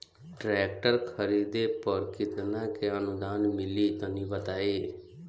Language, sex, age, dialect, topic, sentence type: Bhojpuri, female, 25-30, Northern, agriculture, question